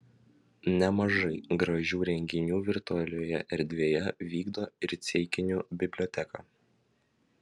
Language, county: Lithuanian, Vilnius